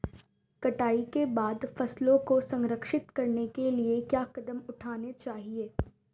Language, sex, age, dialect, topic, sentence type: Hindi, female, 18-24, Marwari Dhudhari, agriculture, question